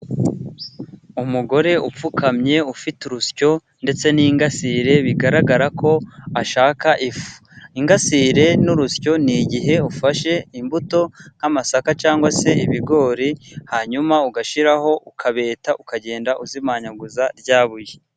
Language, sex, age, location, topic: Kinyarwanda, male, 25-35, Burera, government